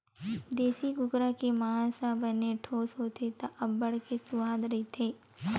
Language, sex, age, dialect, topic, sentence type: Chhattisgarhi, female, 18-24, Western/Budati/Khatahi, agriculture, statement